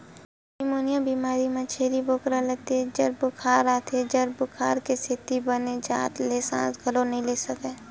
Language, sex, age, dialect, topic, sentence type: Chhattisgarhi, female, 18-24, Western/Budati/Khatahi, agriculture, statement